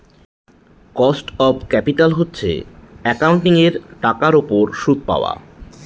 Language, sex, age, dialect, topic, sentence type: Bengali, male, 31-35, Northern/Varendri, banking, statement